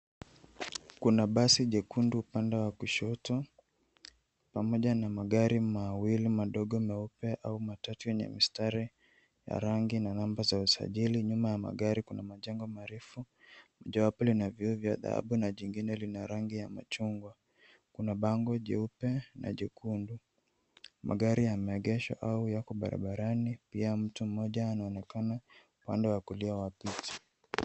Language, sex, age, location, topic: Swahili, male, 18-24, Nairobi, government